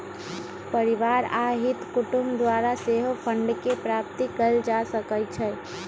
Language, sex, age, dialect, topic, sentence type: Magahi, female, 18-24, Western, banking, statement